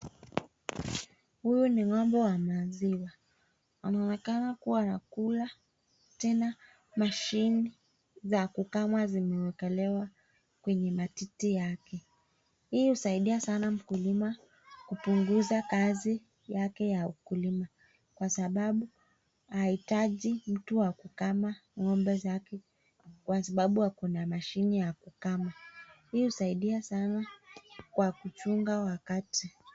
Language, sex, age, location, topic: Swahili, female, 36-49, Nakuru, agriculture